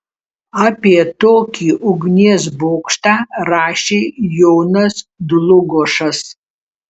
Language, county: Lithuanian, Kaunas